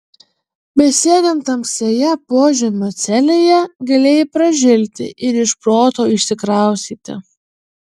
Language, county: Lithuanian, Utena